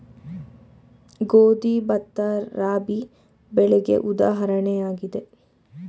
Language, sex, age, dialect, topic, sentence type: Kannada, female, 18-24, Mysore Kannada, agriculture, statement